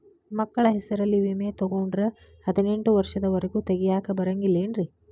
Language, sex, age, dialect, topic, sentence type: Kannada, female, 31-35, Dharwad Kannada, banking, question